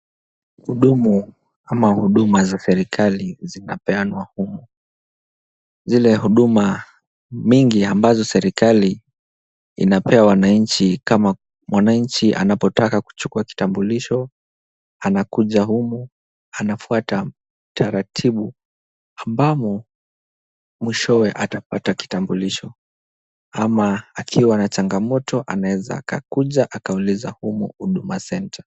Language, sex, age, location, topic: Swahili, male, 18-24, Kisumu, government